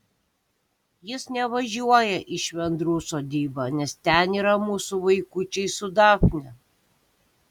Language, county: Lithuanian, Kaunas